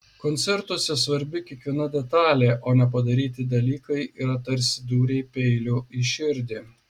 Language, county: Lithuanian, Šiauliai